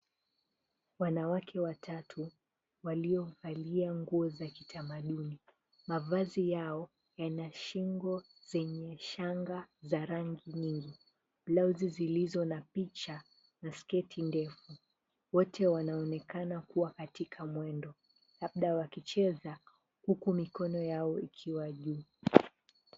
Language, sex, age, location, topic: Swahili, female, 18-24, Mombasa, government